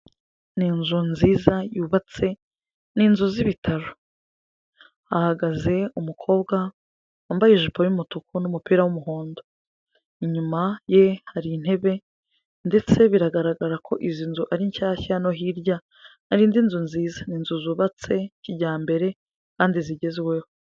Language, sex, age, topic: Kinyarwanda, female, 25-35, health